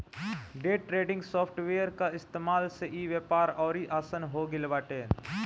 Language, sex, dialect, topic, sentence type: Bhojpuri, male, Northern, banking, statement